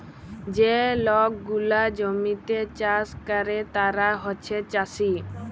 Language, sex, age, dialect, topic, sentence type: Bengali, female, 18-24, Jharkhandi, agriculture, statement